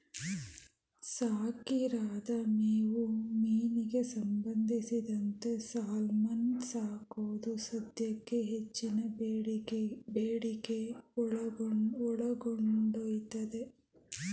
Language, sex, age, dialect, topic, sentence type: Kannada, female, 31-35, Mysore Kannada, agriculture, statement